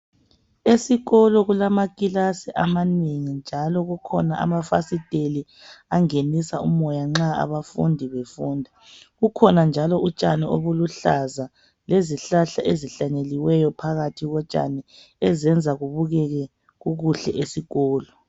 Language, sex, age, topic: North Ndebele, female, 25-35, education